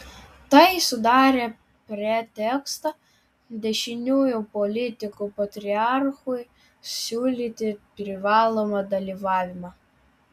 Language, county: Lithuanian, Vilnius